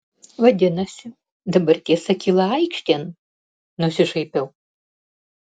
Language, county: Lithuanian, Panevėžys